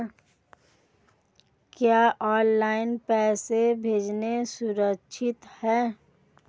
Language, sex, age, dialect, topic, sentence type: Hindi, female, 25-30, Marwari Dhudhari, banking, question